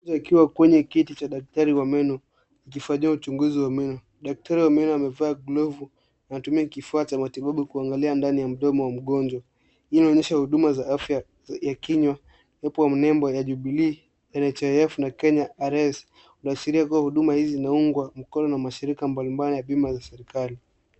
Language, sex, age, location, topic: Swahili, male, 18-24, Nairobi, health